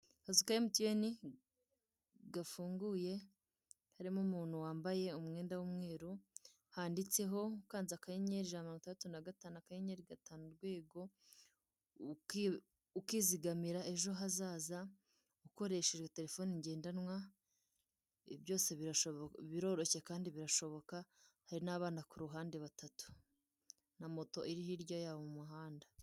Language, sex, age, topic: Kinyarwanda, female, 18-24, finance